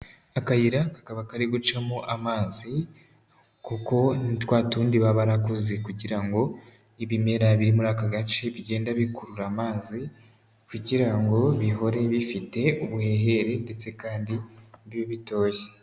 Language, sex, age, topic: Kinyarwanda, female, 18-24, agriculture